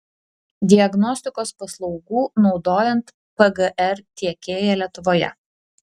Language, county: Lithuanian, Klaipėda